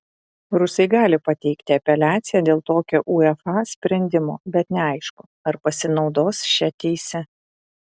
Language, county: Lithuanian, Utena